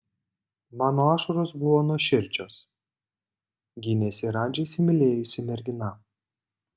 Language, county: Lithuanian, Panevėžys